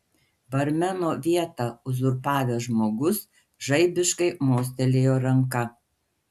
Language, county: Lithuanian, Panevėžys